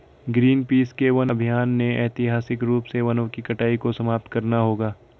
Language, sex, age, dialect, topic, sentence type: Hindi, male, 56-60, Garhwali, agriculture, statement